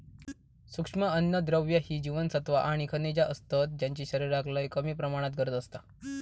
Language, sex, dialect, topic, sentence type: Marathi, male, Southern Konkan, agriculture, statement